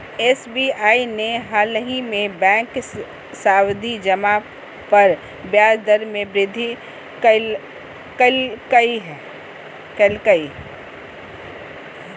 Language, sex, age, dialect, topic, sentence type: Magahi, female, 46-50, Southern, banking, statement